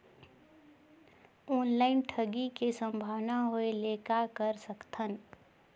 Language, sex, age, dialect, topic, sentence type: Chhattisgarhi, female, 18-24, Northern/Bhandar, banking, question